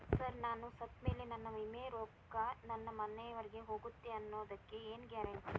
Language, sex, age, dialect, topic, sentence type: Kannada, female, 18-24, Dharwad Kannada, banking, question